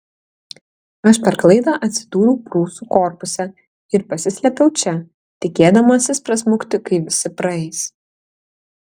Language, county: Lithuanian, Kaunas